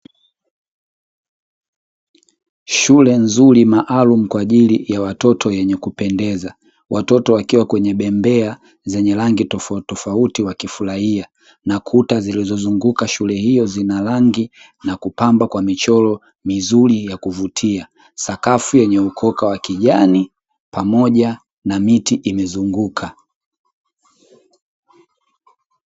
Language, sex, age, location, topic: Swahili, male, 18-24, Dar es Salaam, education